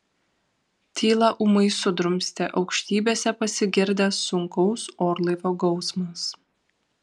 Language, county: Lithuanian, Vilnius